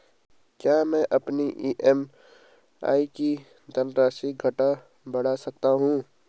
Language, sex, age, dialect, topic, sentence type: Hindi, male, 18-24, Garhwali, banking, question